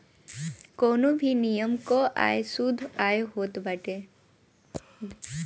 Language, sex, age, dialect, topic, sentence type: Bhojpuri, female, <18, Northern, banking, statement